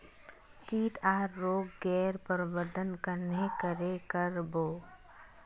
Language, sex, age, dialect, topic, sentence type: Magahi, female, 18-24, Northeastern/Surjapuri, agriculture, question